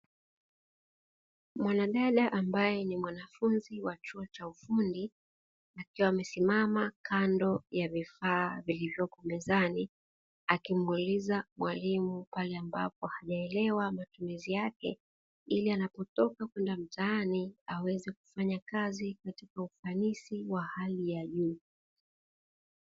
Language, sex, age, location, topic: Swahili, female, 36-49, Dar es Salaam, education